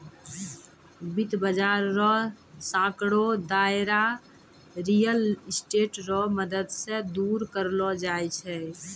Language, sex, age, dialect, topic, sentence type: Maithili, female, 31-35, Angika, banking, statement